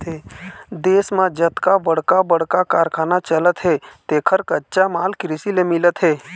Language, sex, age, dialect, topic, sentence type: Chhattisgarhi, male, 18-24, Eastern, agriculture, statement